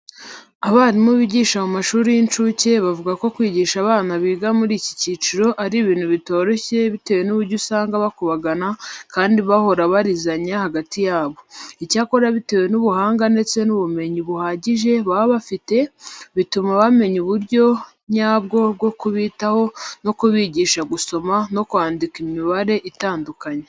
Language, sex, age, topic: Kinyarwanda, female, 25-35, education